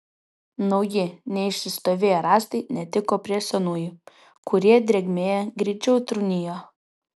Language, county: Lithuanian, Vilnius